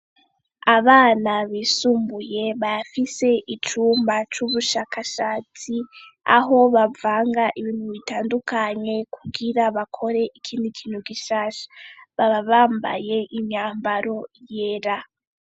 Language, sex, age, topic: Rundi, female, 18-24, education